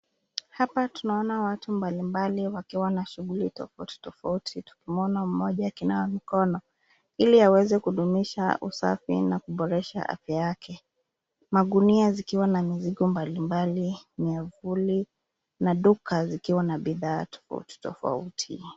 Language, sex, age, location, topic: Swahili, female, 25-35, Nairobi, health